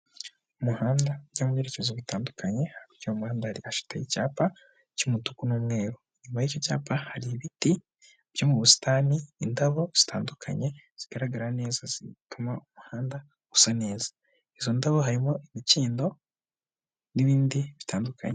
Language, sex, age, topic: Kinyarwanda, male, 18-24, government